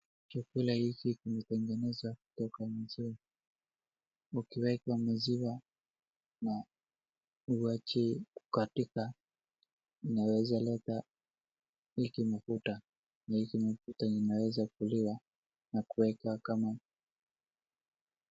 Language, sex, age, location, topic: Swahili, male, 25-35, Wajir, agriculture